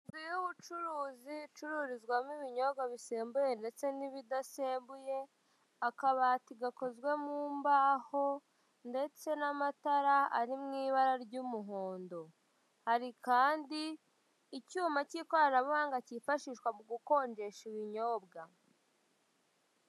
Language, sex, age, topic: Kinyarwanda, female, 18-24, finance